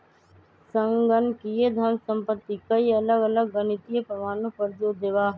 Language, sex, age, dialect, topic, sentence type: Magahi, female, 25-30, Western, banking, statement